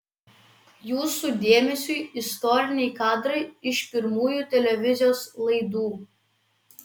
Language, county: Lithuanian, Vilnius